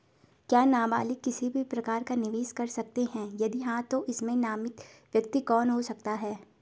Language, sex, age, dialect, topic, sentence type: Hindi, female, 18-24, Garhwali, banking, question